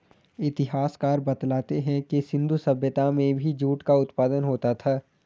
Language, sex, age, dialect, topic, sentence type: Hindi, male, 18-24, Garhwali, agriculture, statement